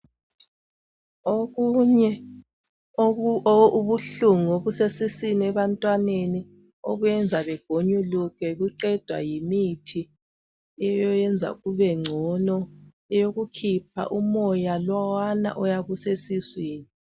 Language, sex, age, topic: North Ndebele, female, 36-49, health